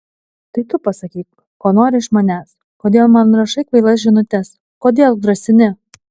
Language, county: Lithuanian, Alytus